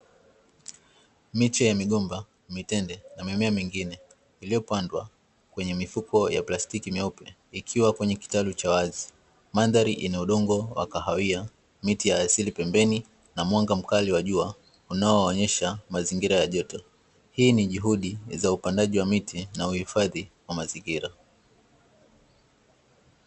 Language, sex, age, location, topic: Swahili, male, 25-35, Dar es Salaam, agriculture